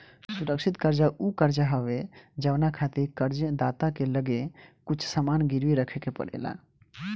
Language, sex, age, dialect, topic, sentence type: Bhojpuri, male, 18-24, Southern / Standard, banking, statement